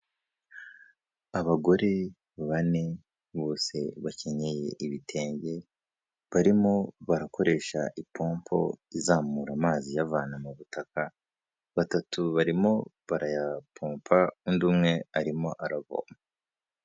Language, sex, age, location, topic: Kinyarwanda, male, 18-24, Kigali, health